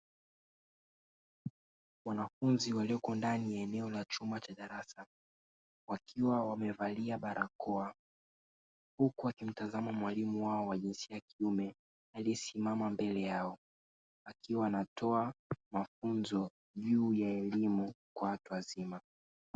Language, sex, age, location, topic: Swahili, male, 36-49, Dar es Salaam, education